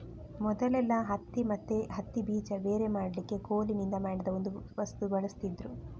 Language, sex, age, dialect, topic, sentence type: Kannada, female, 18-24, Coastal/Dakshin, agriculture, statement